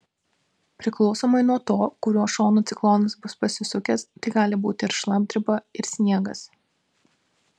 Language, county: Lithuanian, Vilnius